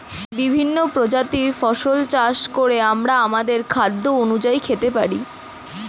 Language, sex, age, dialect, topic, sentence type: Bengali, female, <18, Standard Colloquial, agriculture, statement